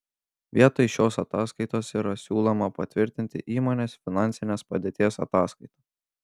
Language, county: Lithuanian, Panevėžys